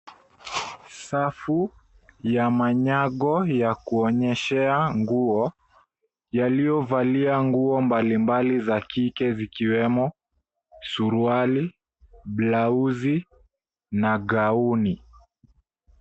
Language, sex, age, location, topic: Swahili, male, 18-24, Nairobi, finance